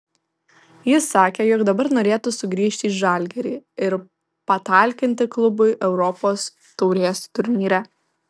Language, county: Lithuanian, Vilnius